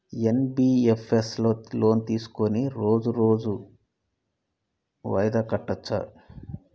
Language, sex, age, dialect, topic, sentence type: Telugu, male, 36-40, Telangana, banking, question